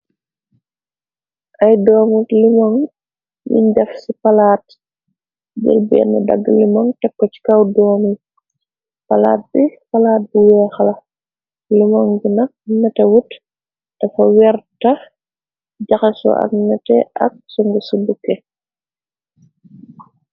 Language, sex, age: Wolof, female, 36-49